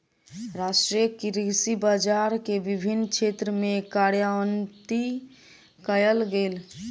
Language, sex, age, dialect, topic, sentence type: Maithili, female, 18-24, Southern/Standard, agriculture, statement